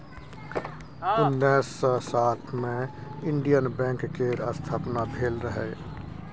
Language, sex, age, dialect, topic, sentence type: Maithili, male, 41-45, Bajjika, banking, statement